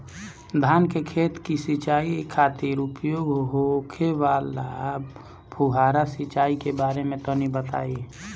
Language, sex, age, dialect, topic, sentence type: Bhojpuri, male, 18-24, Northern, agriculture, question